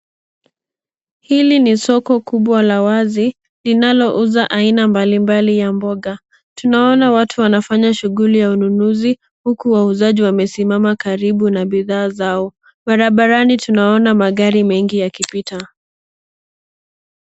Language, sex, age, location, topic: Swahili, female, 18-24, Nairobi, finance